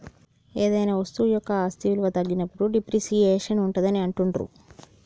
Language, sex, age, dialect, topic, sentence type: Telugu, male, 46-50, Telangana, banking, statement